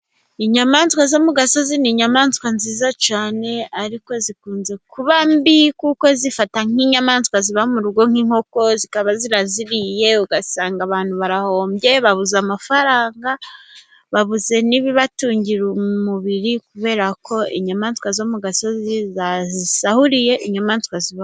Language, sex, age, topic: Kinyarwanda, female, 25-35, agriculture